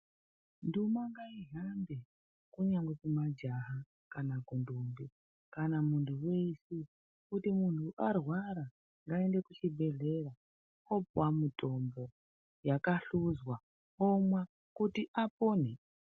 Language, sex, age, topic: Ndau, female, 36-49, health